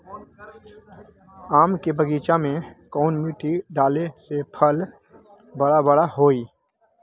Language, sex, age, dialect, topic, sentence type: Magahi, male, 18-24, Western, agriculture, question